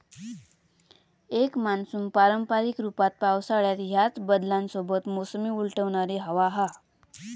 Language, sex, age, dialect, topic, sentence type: Marathi, female, 25-30, Southern Konkan, agriculture, statement